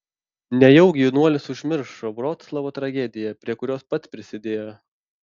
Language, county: Lithuanian, Panevėžys